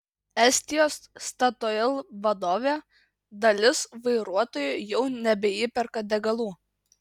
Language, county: Lithuanian, Kaunas